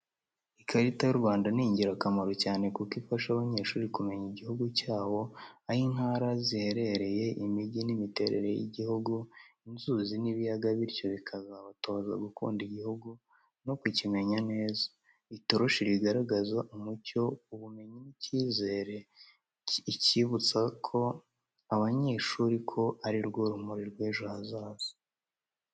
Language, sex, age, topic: Kinyarwanda, male, 18-24, education